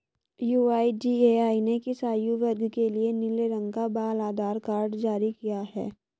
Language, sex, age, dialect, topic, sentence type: Hindi, female, 25-30, Hindustani Malvi Khadi Boli, banking, question